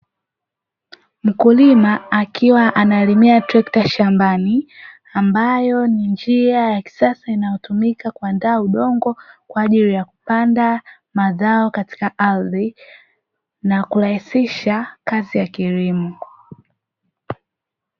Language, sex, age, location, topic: Swahili, female, 18-24, Dar es Salaam, agriculture